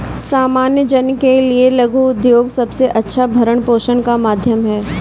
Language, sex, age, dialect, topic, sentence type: Hindi, female, 46-50, Kanauji Braj Bhasha, banking, statement